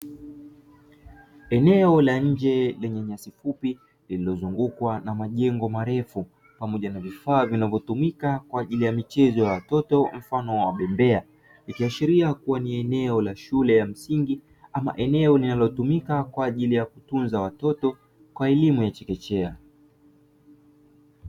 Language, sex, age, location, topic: Swahili, male, 25-35, Dar es Salaam, education